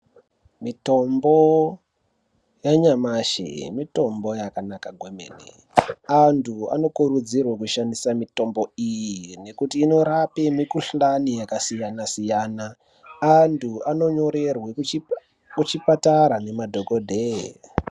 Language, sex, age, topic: Ndau, male, 18-24, health